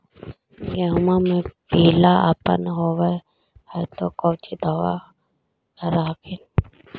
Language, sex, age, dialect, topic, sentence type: Magahi, female, 56-60, Central/Standard, agriculture, question